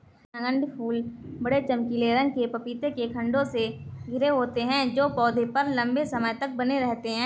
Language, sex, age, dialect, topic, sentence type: Hindi, female, 25-30, Marwari Dhudhari, agriculture, statement